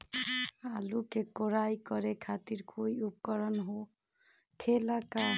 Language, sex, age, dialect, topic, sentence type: Magahi, female, 25-30, Western, agriculture, question